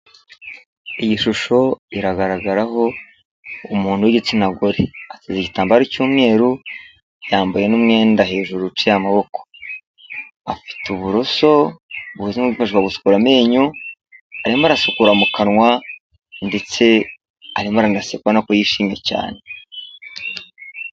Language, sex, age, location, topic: Kinyarwanda, male, 36-49, Kigali, health